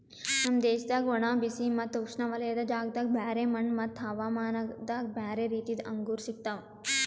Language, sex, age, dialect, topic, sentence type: Kannada, female, 18-24, Northeastern, agriculture, statement